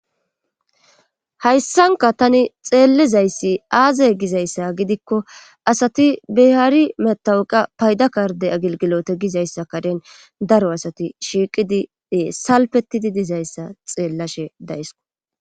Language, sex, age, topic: Gamo, female, 18-24, government